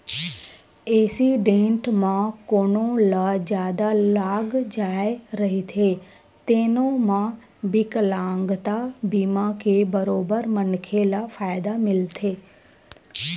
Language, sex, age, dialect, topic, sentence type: Chhattisgarhi, female, 25-30, Western/Budati/Khatahi, banking, statement